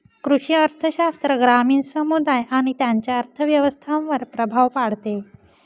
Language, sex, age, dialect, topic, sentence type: Marathi, female, 18-24, Northern Konkan, banking, statement